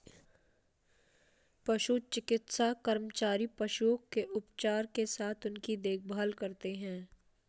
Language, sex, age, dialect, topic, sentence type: Hindi, female, 56-60, Marwari Dhudhari, agriculture, statement